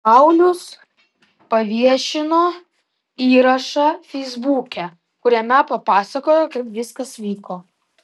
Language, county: Lithuanian, Alytus